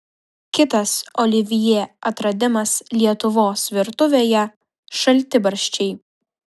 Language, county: Lithuanian, Vilnius